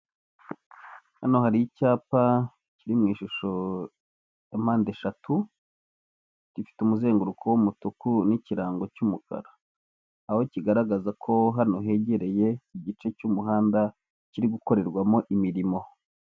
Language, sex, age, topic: Kinyarwanda, male, 18-24, government